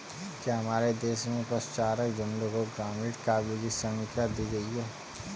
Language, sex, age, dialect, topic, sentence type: Hindi, male, 18-24, Kanauji Braj Bhasha, agriculture, statement